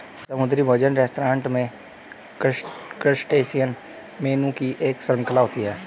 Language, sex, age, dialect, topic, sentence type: Hindi, male, 18-24, Hindustani Malvi Khadi Boli, agriculture, statement